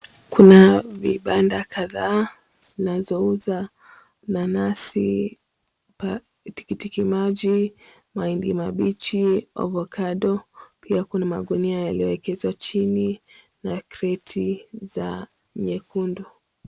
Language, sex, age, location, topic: Swahili, female, 25-35, Mombasa, finance